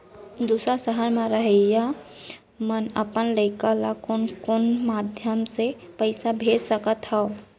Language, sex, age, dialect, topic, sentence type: Chhattisgarhi, female, 56-60, Central, banking, question